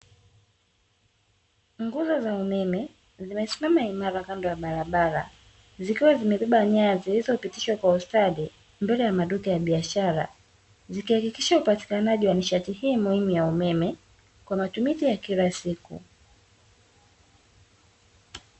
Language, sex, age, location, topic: Swahili, female, 36-49, Dar es Salaam, government